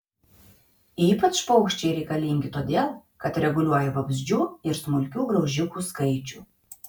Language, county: Lithuanian, Kaunas